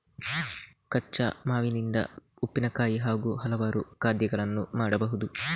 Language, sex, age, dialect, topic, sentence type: Kannada, male, 56-60, Coastal/Dakshin, agriculture, statement